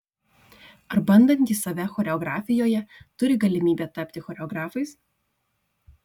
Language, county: Lithuanian, Šiauliai